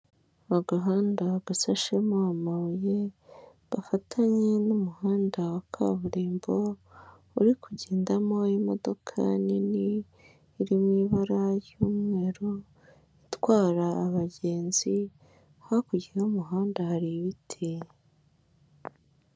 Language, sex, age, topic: Kinyarwanda, male, 18-24, government